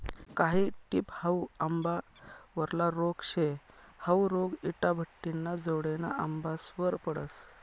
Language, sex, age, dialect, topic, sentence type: Marathi, male, 25-30, Northern Konkan, agriculture, statement